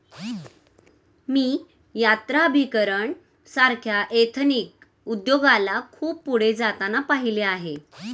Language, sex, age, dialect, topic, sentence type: Marathi, female, 31-35, Standard Marathi, banking, statement